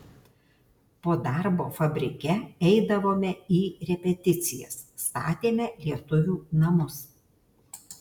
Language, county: Lithuanian, Alytus